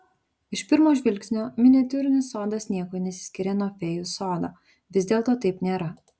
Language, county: Lithuanian, Šiauliai